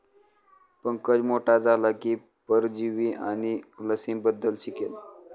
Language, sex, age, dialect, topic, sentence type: Marathi, male, 25-30, Standard Marathi, agriculture, statement